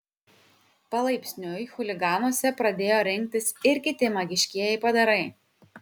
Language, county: Lithuanian, Kaunas